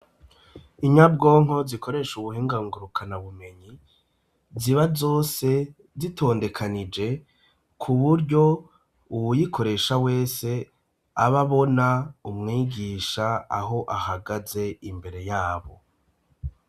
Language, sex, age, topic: Rundi, male, 36-49, education